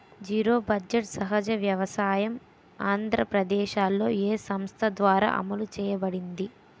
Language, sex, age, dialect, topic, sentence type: Telugu, female, 18-24, Utterandhra, agriculture, question